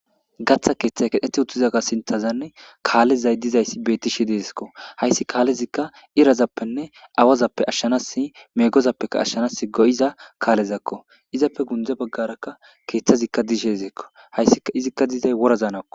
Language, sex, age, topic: Gamo, male, 25-35, government